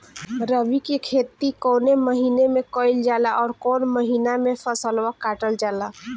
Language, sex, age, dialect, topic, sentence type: Bhojpuri, female, 18-24, Northern, agriculture, question